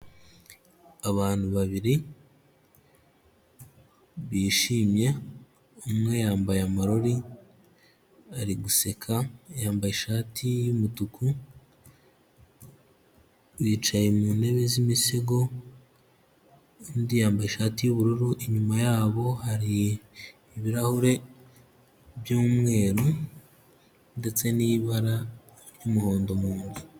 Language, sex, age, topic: Kinyarwanda, male, 18-24, health